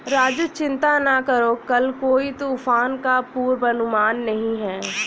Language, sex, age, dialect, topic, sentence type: Hindi, female, 25-30, Awadhi Bundeli, agriculture, statement